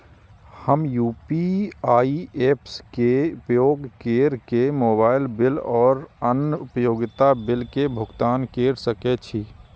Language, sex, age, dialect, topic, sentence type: Maithili, male, 36-40, Eastern / Thethi, banking, statement